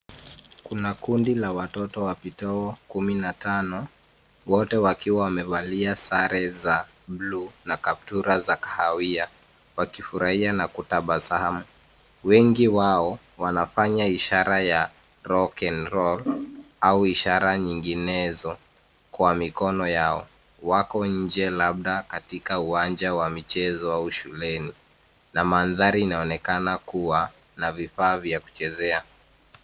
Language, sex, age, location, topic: Swahili, male, 25-35, Nairobi, education